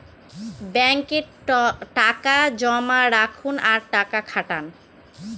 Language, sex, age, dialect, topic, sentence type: Bengali, female, 31-35, Northern/Varendri, banking, statement